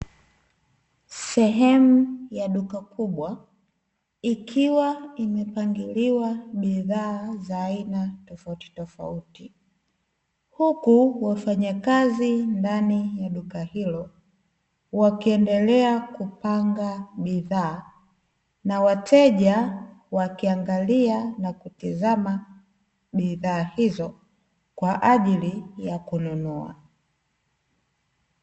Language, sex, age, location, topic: Swahili, female, 25-35, Dar es Salaam, finance